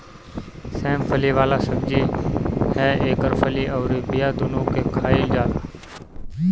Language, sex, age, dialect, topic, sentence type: Bhojpuri, male, 25-30, Northern, agriculture, statement